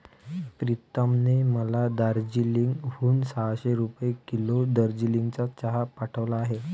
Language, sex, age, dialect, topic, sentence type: Marathi, male, 18-24, Varhadi, agriculture, statement